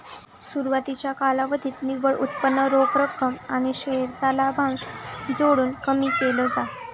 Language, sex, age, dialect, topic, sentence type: Marathi, female, 18-24, Northern Konkan, banking, statement